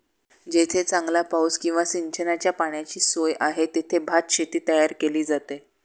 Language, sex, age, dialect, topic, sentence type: Marathi, male, 56-60, Standard Marathi, agriculture, statement